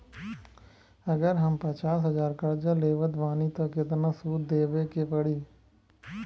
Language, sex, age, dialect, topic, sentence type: Bhojpuri, male, 25-30, Southern / Standard, banking, question